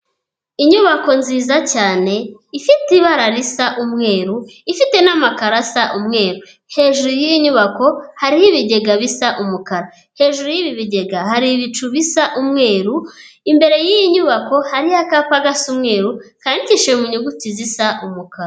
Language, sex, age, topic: Kinyarwanda, female, 18-24, finance